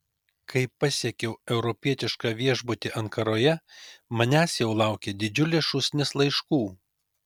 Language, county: Lithuanian, Kaunas